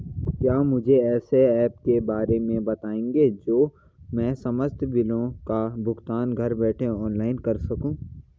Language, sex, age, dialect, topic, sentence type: Hindi, male, 41-45, Garhwali, banking, question